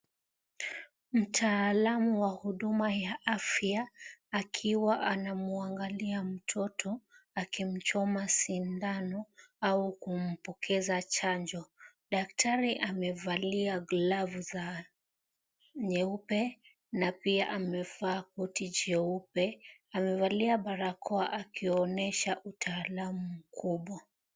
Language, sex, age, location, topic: Swahili, female, 36-49, Kisii, health